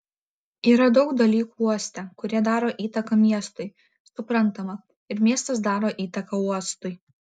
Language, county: Lithuanian, Vilnius